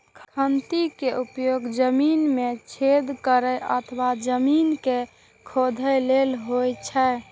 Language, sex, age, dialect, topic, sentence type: Maithili, female, 46-50, Eastern / Thethi, agriculture, statement